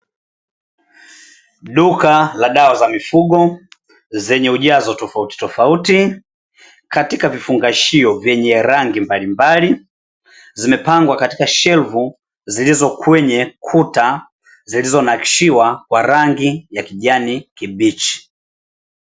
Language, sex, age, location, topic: Swahili, male, 25-35, Dar es Salaam, agriculture